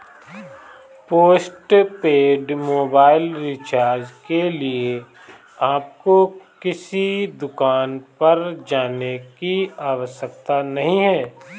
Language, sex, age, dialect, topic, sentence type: Hindi, male, 25-30, Kanauji Braj Bhasha, banking, statement